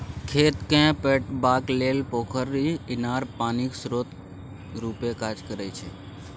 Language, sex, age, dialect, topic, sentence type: Maithili, male, 25-30, Bajjika, agriculture, statement